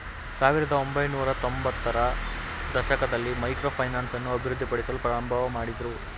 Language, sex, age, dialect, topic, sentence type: Kannada, male, 18-24, Mysore Kannada, banking, statement